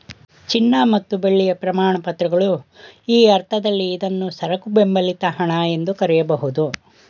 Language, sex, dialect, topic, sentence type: Kannada, male, Mysore Kannada, banking, statement